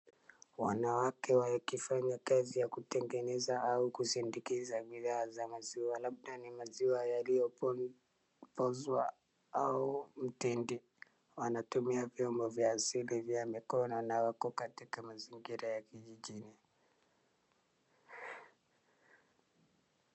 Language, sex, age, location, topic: Swahili, male, 36-49, Wajir, agriculture